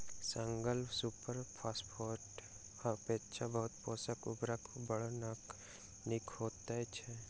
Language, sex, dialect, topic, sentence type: Maithili, male, Southern/Standard, agriculture, statement